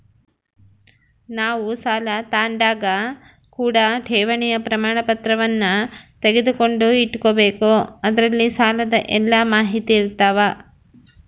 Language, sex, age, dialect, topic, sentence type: Kannada, female, 31-35, Central, banking, statement